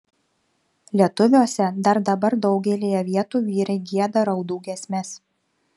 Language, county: Lithuanian, Šiauliai